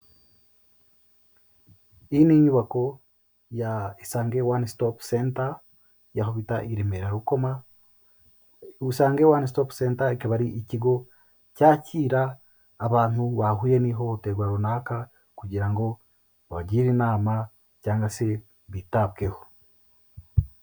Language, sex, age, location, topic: Kinyarwanda, male, 36-49, Kigali, health